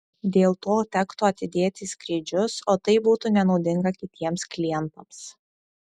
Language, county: Lithuanian, Šiauliai